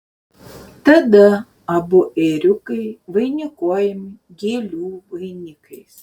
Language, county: Lithuanian, Šiauliai